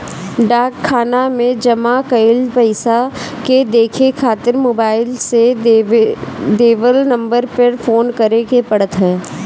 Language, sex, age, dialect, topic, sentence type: Bhojpuri, female, 18-24, Northern, banking, statement